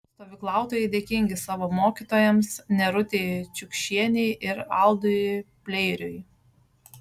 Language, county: Lithuanian, Šiauliai